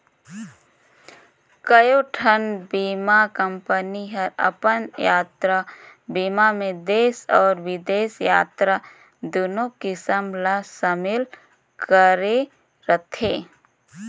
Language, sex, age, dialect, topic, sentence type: Chhattisgarhi, female, 31-35, Northern/Bhandar, banking, statement